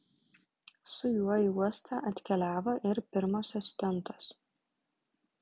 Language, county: Lithuanian, Vilnius